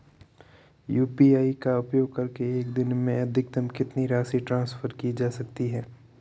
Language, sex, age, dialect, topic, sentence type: Hindi, male, 46-50, Marwari Dhudhari, banking, question